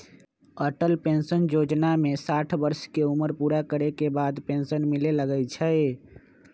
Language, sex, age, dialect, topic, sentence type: Magahi, male, 25-30, Western, banking, statement